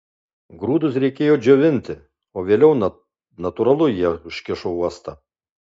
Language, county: Lithuanian, Alytus